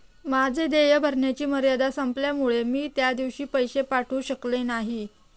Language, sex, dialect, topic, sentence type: Marathi, female, Standard Marathi, banking, statement